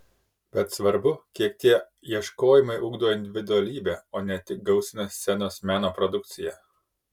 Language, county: Lithuanian, Kaunas